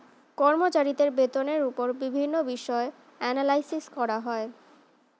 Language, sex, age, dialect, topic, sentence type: Bengali, female, 18-24, Standard Colloquial, banking, statement